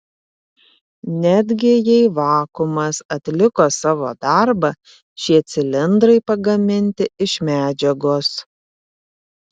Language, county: Lithuanian, Panevėžys